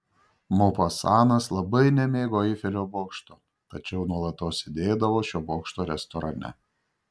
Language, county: Lithuanian, Šiauliai